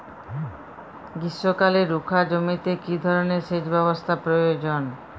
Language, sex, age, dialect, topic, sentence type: Bengali, female, 31-35, Jharkhandi, agriculture, question